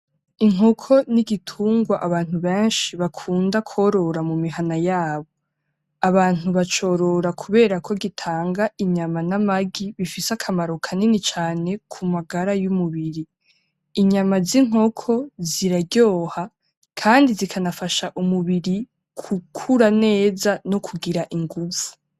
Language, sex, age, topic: Rundi, female, 18-24, agriculture